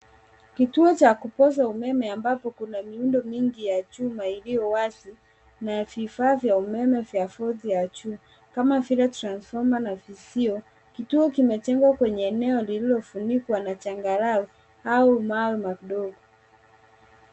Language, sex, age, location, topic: Swahili, male, 25-35, Nairobi, government